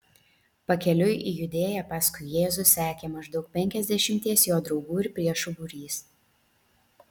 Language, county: Lithuanian, Vilnius